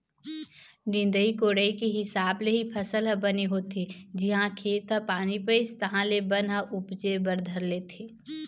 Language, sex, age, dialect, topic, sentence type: Chhattisgarhi, female, 18-24, Eastern, banking, statement